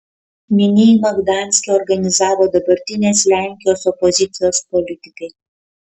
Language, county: Lithuanian, Kaunas